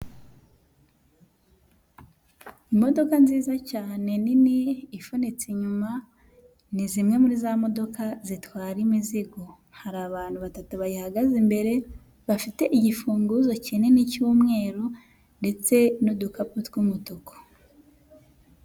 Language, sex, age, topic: Kinyarwanda, female, 18-24, finance